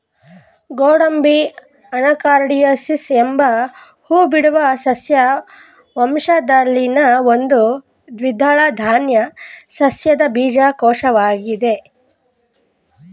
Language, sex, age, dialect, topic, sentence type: Kannada, female, 25-30, Mysore Kannada, agriculture, statement